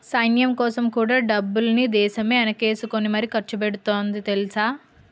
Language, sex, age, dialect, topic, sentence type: Telugu, female, 18-24, Utterandhra, banking, statement